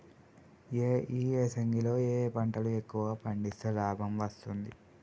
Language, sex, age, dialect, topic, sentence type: Telugu, male, 18-24, Telangana, agriculture, question